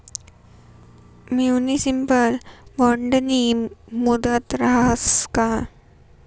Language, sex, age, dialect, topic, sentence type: Marathi, female, 18-24, Northern Konkan, banking, statement